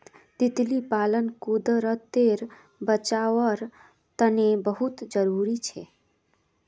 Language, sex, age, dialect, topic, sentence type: Magahi, female, 18-24, Northeastern/Surjapuri, agriculture, statement